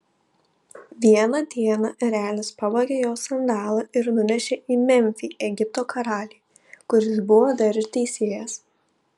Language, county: Lithuanian, Panevėžys